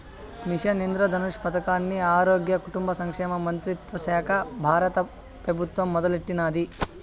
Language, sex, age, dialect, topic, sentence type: Telugu, male, 31-35, Southern, banking, statement